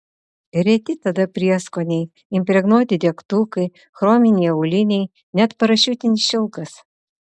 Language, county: Lithuanian, Utena